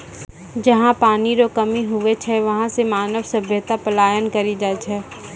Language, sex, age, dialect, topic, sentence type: Maithili, female, 18-24, Angika, agriculture, statement